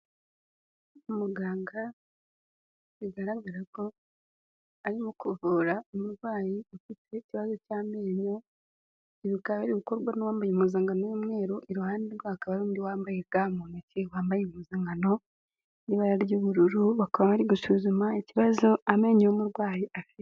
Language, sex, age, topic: Kinyarwanda, female, 18-24, health